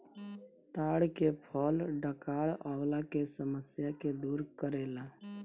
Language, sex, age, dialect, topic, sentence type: Bhojpuri, male, 25-30, Northern, agriculture, statement